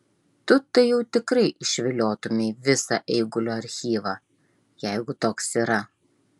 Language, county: Lithuanian, Klaipėda